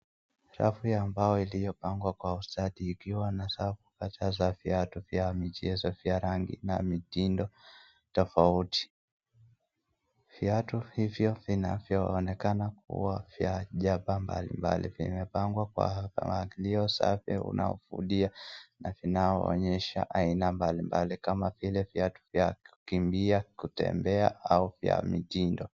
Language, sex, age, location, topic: Swahili, male, 25-35, Nakuru, finance